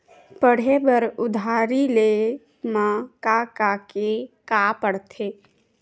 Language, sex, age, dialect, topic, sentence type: Chhattisgarhi, female, 31-35, Western/Budati/Khatahi, banking, question